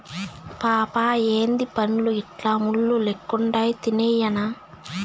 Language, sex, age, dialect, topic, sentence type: Telugu, female, 31-35, Southern, agriculture, statement